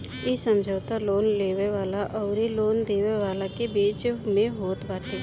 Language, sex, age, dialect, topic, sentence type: Bhojpuri, female, 25-30, Northern, banking, statement